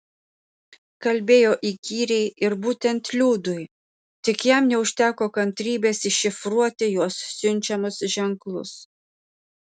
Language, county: Lithuanian, Panevėžys